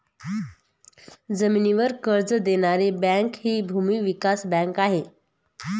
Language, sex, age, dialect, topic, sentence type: Marathi, female, 31-35, Northern Konkan, banking, statement